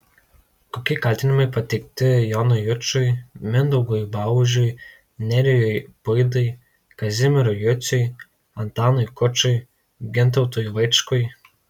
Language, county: Lithuanian, Alytus